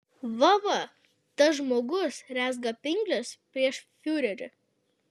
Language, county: Lithuanian, Kaunas